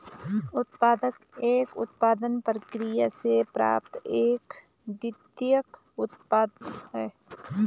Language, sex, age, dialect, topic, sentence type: Hindi, female, 25-30, Garhwali, agriculture, statement